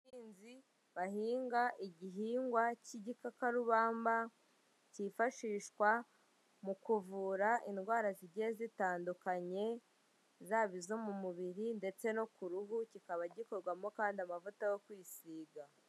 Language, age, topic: Kinyarwanda, 25-35, health